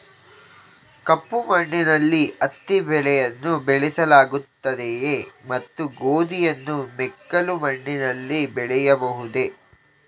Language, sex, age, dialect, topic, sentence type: Kannada, male, 18-24, Coastal/Dakshin, agriculture, question